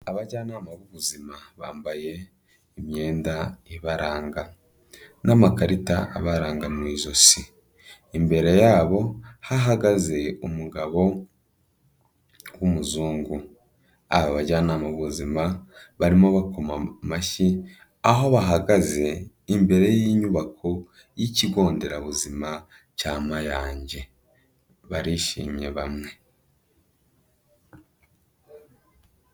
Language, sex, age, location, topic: Kinyarwanda, male, 25-35, Kigali, health